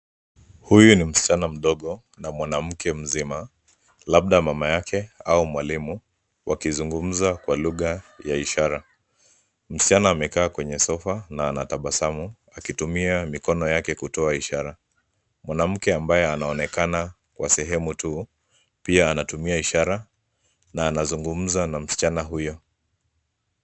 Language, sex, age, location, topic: Swahili, male, 25-35, Nairobi, education